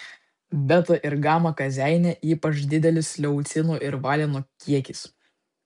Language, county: Lithuanian, Vilnius